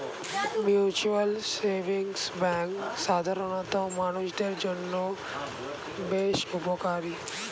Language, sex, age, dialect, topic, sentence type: Bengali, male, 18-24, Standard Colloquial, banking, statement